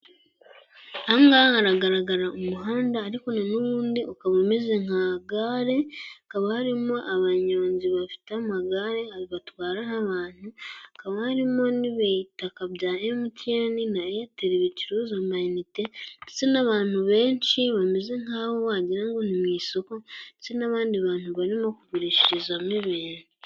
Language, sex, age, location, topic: Kinyarwanda, female, 18-24, Gakenke, government